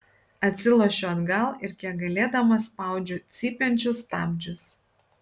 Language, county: Lithuanian, Kaunas